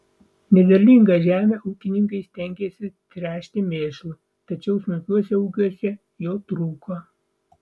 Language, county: Lithuanian, Vilnius